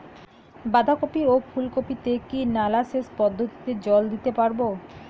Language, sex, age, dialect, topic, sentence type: Bengali, female, 31-35, Rajbangshi, agriculture, question